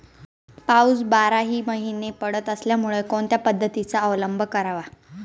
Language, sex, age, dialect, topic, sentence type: Marathi, female, 25-30, Northern Konkan, agriculture, question